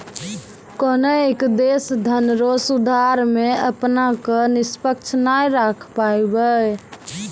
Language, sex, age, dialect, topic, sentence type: Maithili, female, 18-24, Angika, banking, statement